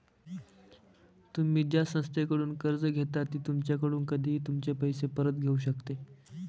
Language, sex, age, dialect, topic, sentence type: Marathi, male, 18-24, Northern Konkan, banking, statement